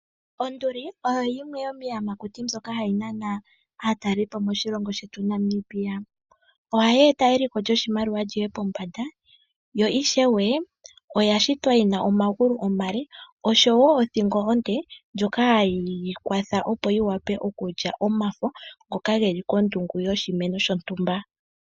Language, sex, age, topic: Oshiwambo, female, 18-24, agriculture